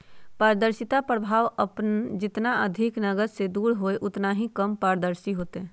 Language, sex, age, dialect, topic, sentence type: Magahi, female, 60-100, Western, banking, statement